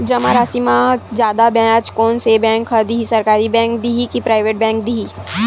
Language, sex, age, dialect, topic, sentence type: Chhattisgarhi, female, 18-24, Western/Budati/Khatahi, banking, question